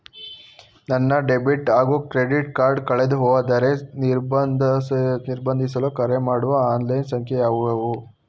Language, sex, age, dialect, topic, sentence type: Kannada, male, 41-45, Mysore Kannada, banking, question